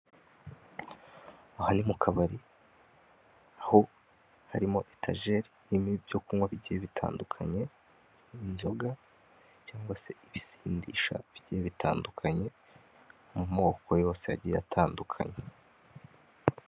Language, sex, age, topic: Kinyarwanda, male, 18-24, finance